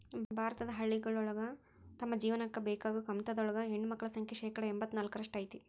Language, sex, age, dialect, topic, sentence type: Kannada, female, 41-45, Dharwad Kannada, agriculture, statement